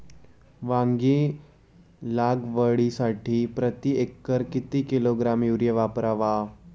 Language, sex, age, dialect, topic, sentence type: Marathi, male, 18-24, Standard Marathi, agriculture, question